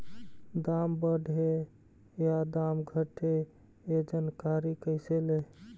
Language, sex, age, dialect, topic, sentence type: Magahi, male, 18-24, Central/Standard, agriculture, question